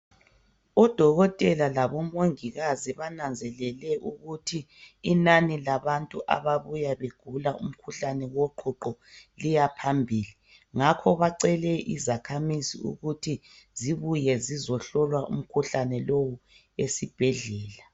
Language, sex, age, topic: North Ndebele, female, 36-49, health